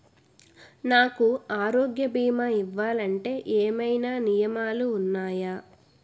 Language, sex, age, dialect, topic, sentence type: Telugu, female, 18-24, Utterandhra, banking, question